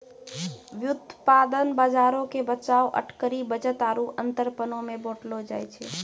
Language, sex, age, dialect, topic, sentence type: Maithili, female, 18-24, Angika, banking, statement